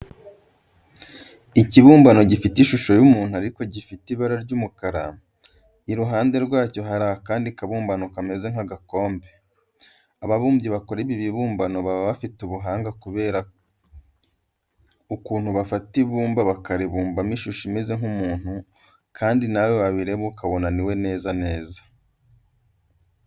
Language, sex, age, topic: Kinyarwanda, male, 25-35, education